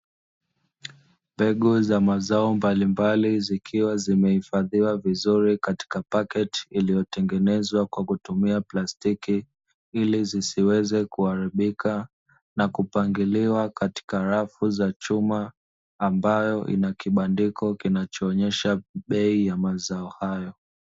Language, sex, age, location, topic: Swahili, male, 25-35, Dar es Salaam, agriculture